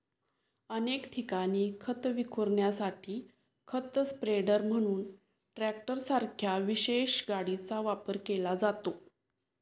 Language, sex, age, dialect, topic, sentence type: Marathi, female, 18-24, Standard Marathi, agriculture, statement